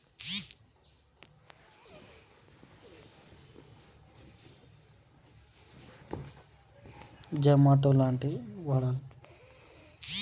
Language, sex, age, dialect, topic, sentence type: Telugu, male, 18-24, Telangana, banking, question